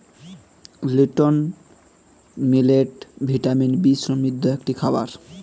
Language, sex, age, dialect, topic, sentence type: Bengali, male, 18-24, Standard Colloquial, agriculture, statement